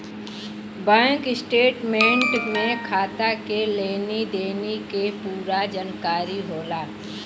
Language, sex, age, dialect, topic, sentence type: Bhojpuri, female, 18-24, Western, banking, statement